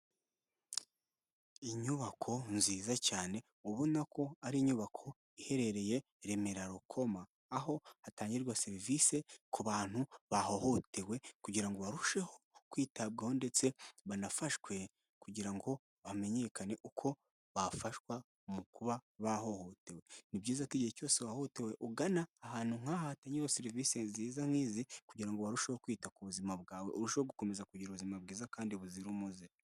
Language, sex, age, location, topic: Kinyarwanda, male, 18-24, Kigali, health